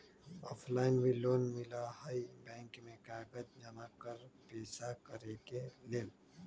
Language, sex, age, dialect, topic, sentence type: Magahi, male, 25-30, Western, banking, question